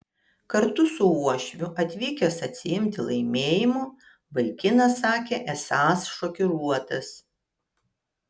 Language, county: Lithuanian, Kaunas